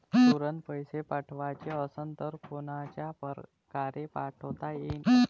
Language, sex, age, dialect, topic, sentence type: Marathi, male, 25-30, Varhadi, banking, question